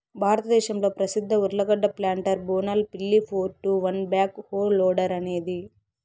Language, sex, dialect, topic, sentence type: Telugu, female, Southern, agriculture, statement